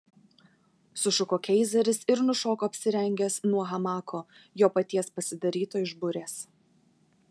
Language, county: Lithuanian, Vilnius